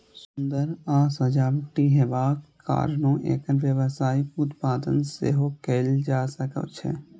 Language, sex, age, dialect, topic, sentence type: Maithili, male, 18-24, Eastern / Thethi, agriculture, statement